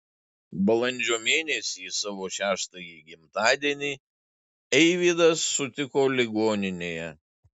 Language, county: Lithuanian, Šiauliai